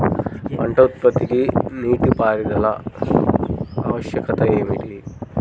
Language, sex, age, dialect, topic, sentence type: Telugu, male, 31-35, Central/Coastal, agriculture, question